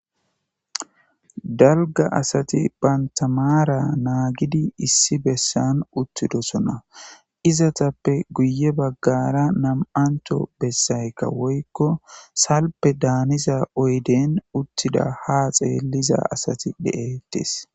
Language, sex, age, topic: Gamo, male, 25-35, government